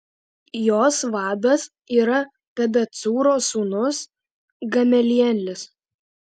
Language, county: Lithuanian, Alytus